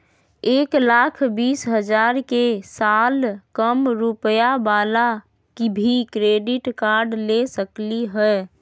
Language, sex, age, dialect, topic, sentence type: Magahi, female, 25-30, Western, banking, question